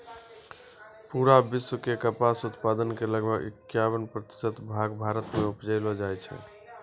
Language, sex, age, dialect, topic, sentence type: Maithili, male, 18-24, Angika, agriculture, statement